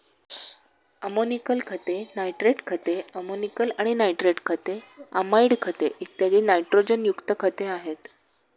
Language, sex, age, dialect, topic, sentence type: Marathi, female, 36-40, Standard Marathi, agriculture, statement